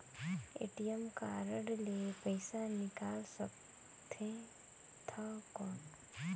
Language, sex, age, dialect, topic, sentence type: Chhattisgarhi, female, 25-30, Northern/Bhandar, banking, question